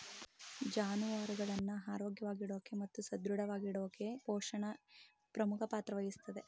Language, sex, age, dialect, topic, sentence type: Kannada, male, 31-35, Mysore Kannada, agriculture, statement